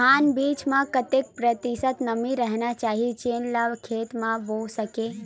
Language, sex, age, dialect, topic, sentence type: Chhattisgarhi, female, 18-24, Western/Budati/Khatahi, agriculture, question